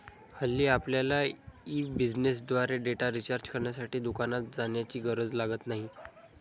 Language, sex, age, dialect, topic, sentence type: Marathi, male, 25-30, Standard Marathi, banking, statement